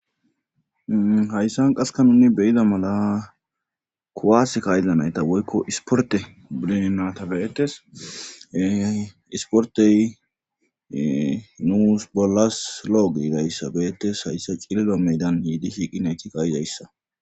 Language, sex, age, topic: Gamo, male, 25-35, government